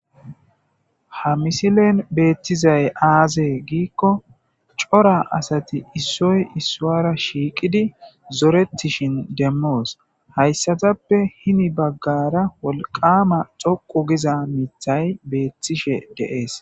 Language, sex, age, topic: Gamo, male, 25-35, agriculture